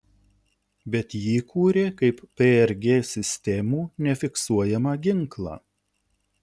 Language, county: Lithuanian, Utena